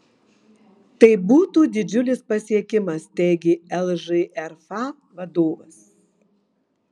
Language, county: Lithuanian, Marijampolė